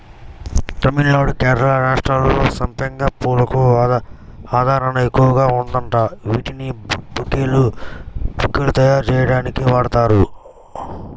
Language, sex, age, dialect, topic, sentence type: Telugu, male, 18-24, Central/Coastal, agriculture, statement